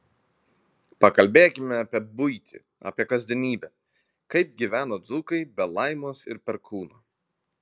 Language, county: Lithuanian, Vilnius